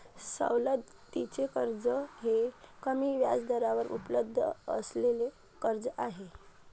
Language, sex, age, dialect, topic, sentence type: Marathi, female, 25-30, Varhadi, banking, statement